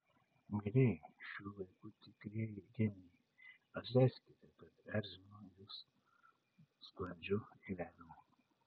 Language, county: Lithuanian, Šiauliai